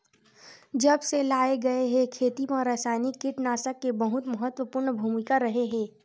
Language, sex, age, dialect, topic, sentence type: Chhattisgarhi, female, 60-100, Western/Budati/Khatahi, agriculture, statement